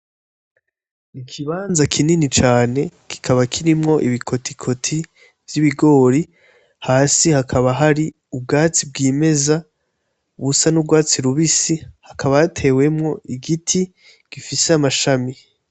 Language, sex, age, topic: Rundi, female, 18-24, agriculture